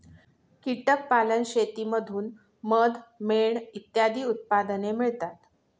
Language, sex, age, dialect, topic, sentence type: Marathi, female, 41-45, Northern Konkan, agriculture, statement